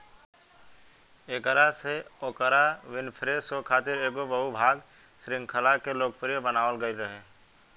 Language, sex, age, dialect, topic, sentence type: Bhojpuri, male, 18-24, Southern / Standard, banking, statement